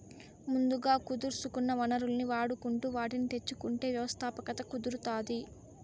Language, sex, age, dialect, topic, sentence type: Telugu, female, 18-24, Southern, banking, statement